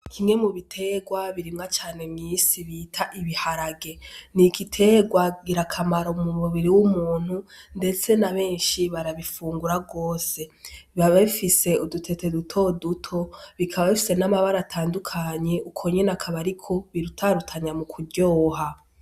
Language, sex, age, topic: Rundi, female, 18-24, agriculture